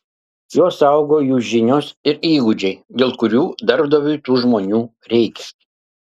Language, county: Lithuanian, Kaunas